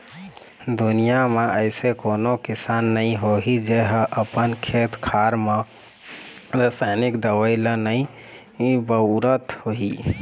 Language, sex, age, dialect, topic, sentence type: Chhattisgarhi, male, 25-30, Eastern, agriculture, statement